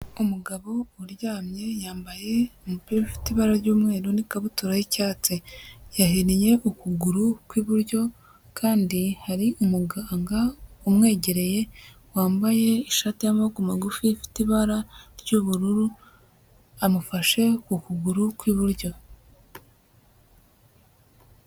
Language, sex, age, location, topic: Kinyarwanda, female, 36-49, Huye, health